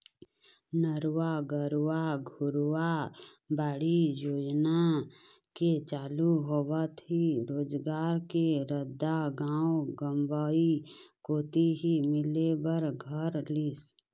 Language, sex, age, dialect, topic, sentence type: Chhattisgarhi, female, 25-30, Eastern, agriculture, statement